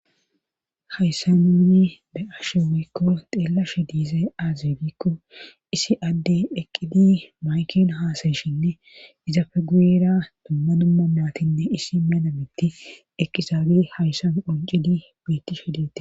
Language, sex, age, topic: Gamo, female, 25-35, government